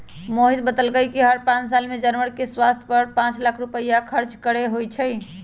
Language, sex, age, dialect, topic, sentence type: Magahi, female, 25-30, Western, agriculture, statement